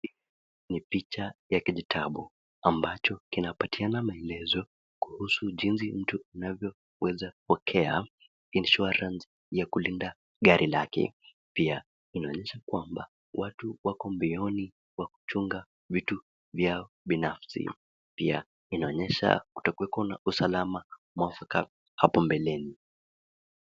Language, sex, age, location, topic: Swahili, male, 25-35, Nakuru, finance